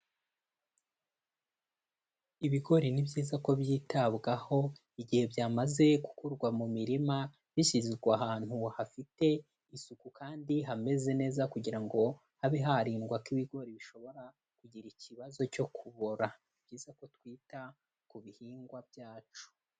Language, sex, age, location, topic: Kinyarwanda, male, 18-24, Kigali, agriculture